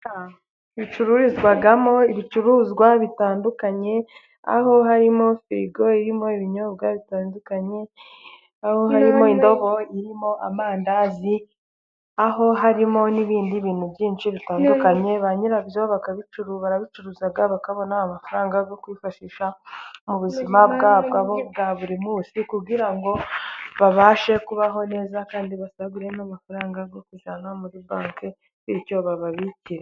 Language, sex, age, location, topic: Kinyarwanda, male, 36-49, Burera, finance